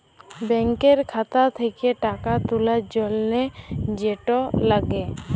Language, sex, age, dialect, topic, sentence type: Bengali, female, 18-24, Jharkhandi, banking, statement